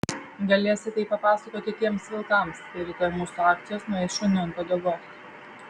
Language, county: Lithuanian, Vilnius